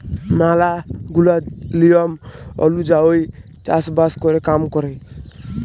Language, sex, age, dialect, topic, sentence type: Bengali, male, 18-24, Jharkhandi, agriculture, statement